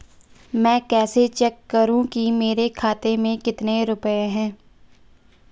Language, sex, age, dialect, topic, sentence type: Hindi, female, 25-30, Marwari Dhudhari, banking, question